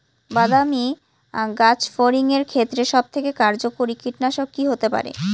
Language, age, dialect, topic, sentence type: Bengali, 25-30, Rajbangshi, agriculture, question